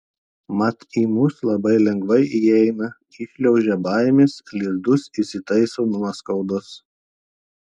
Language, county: Lithuanian, Telšiai